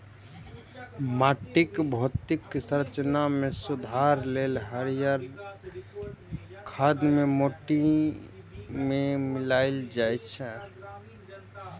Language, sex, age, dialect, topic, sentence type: Maithili, male, 18-24, Eastern / Thethi, agriculture, statement